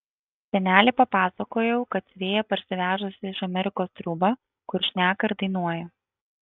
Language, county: Lithuanian, Kaunas